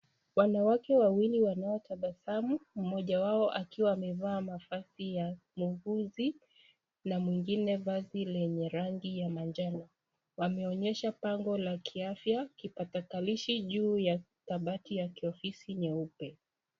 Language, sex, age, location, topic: Swahili, female, 25-35, Kisii, health